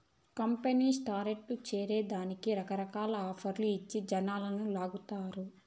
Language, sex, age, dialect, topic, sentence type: Telugu, female, 18-24, Southern, banking, statement